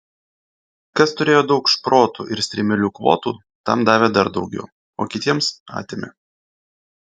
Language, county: Lithuanian, Vilnius